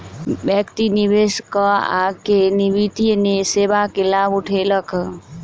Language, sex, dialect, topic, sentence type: Maithili, female, Southern/Standard, banking, statement